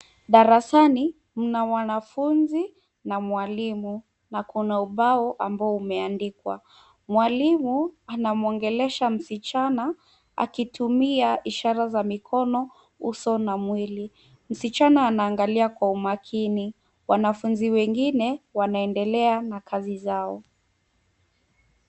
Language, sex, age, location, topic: Swahili, female, 18-24, Nairobi, education